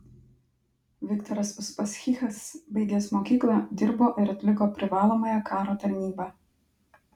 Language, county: Lithuanian, Klaipėda